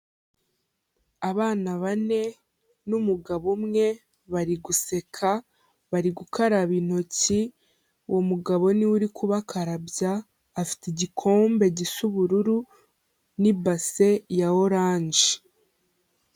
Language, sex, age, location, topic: Kinyarwanda, female, 18-24, Kigali, health